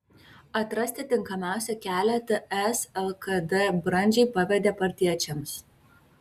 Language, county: Lithuanian, Kaunas